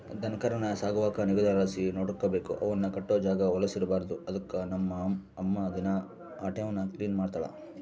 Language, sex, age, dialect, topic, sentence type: Kannada, male, 60-100, Central, agriculture, statement